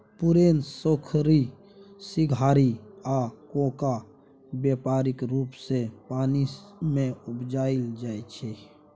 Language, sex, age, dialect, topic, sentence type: Maithili, male, 41-45, Bajjika, agriculture, statement